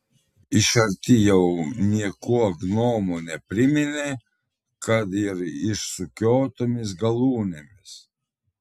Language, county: Lithuanian, Telšiai